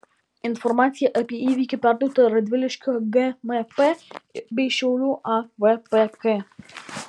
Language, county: Lithuanian, Alytus